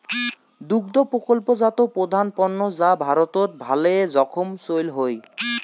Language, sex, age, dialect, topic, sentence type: Bengali, male, 25-30, Rajbangshi, agriculture, statement